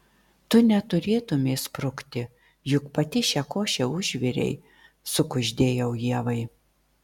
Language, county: Lithuanian, Vilnius